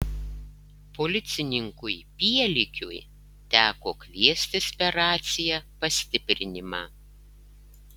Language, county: Lithuanian, Klaipėda